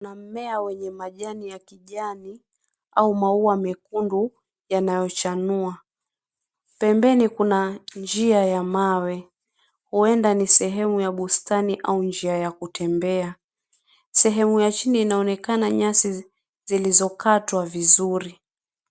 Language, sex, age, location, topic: Swahili, female, 25-35, Mombasa, agriculture